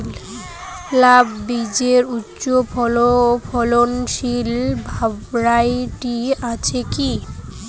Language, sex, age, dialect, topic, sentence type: Bengali, female, 18-24, Rajbangshi, agriculture, question